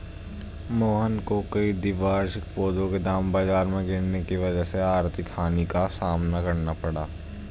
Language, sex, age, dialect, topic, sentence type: Hindi, male, 18-24, Hindustani Malvi Khadi Boli, agriculture, statement